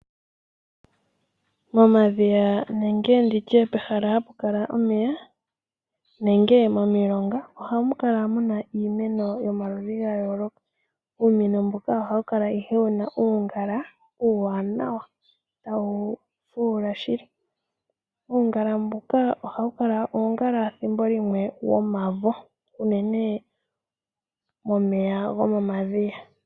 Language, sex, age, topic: Oshiwambo, female, 18-24, agriculture